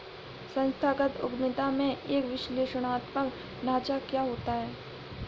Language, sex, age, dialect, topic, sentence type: Hindi, female, 60-100, Awadhi Bundeli, banking, statement